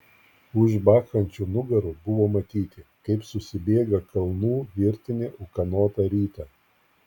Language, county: Lithuanian, Klaipėda